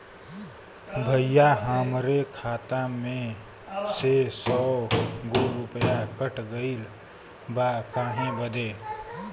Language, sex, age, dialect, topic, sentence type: Bhojpuri, male, 25-30, Western, banking, question